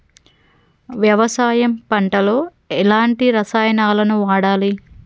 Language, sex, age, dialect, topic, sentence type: Telugu, female, 36-40, Telangana, agriculture, question